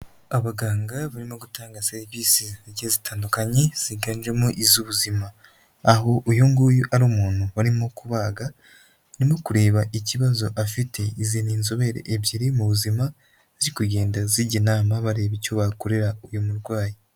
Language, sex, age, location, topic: Kinyarwanda, male, 18-24, Nyagatare, health